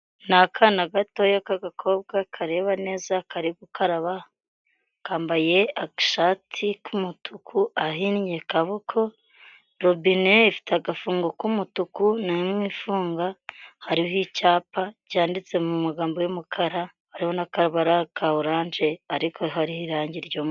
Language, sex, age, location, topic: Kinyarwanda, female, 25-35, Huye, health